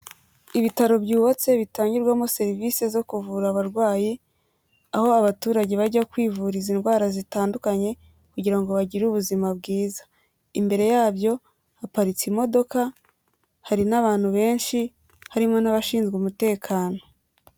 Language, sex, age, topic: Kinyarwanda, female, 18-24, health